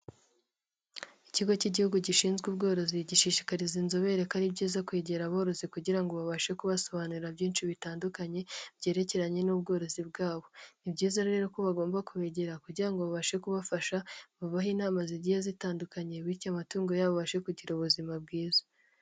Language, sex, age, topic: Kinyarwanda, female, 18-24, agriculture